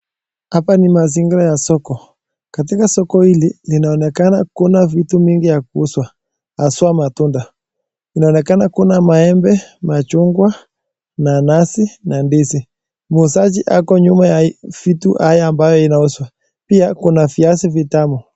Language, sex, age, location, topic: Swahili, male, 18-24, Nakuru, finance